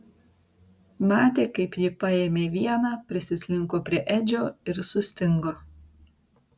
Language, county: Lithuanian, Tauragė